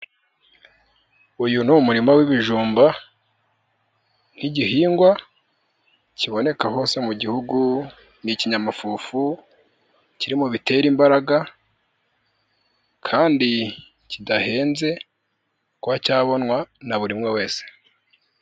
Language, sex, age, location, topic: Kinyarwanda, male, 25-35, Nyagatare, agriculture